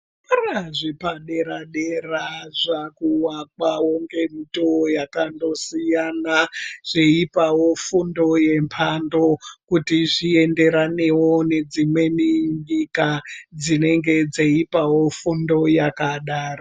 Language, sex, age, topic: Ndau, male, 36-49, education